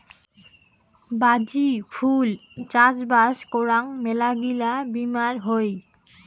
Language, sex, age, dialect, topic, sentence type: Bengali, female, 18-24, Rajbangshi, agriculture, statement